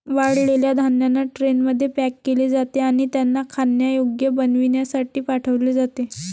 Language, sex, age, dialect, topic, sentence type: Marathi, female, 18-24, Varhadi, agriculture, statement